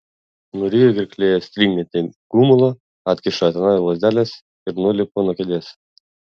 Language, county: Lithuanian, Vilnius